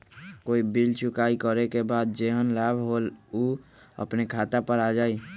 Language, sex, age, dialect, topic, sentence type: Magahi, male, 31-35, Western, banking, question